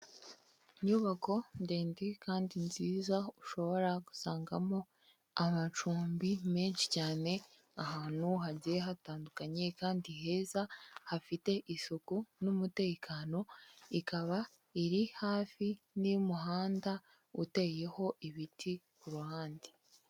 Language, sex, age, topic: Kinyarwanda, female, 25-35, finance